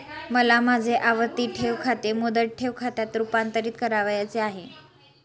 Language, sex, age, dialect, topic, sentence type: Marathi, female, 25-30, Standard Marathi, banking, statement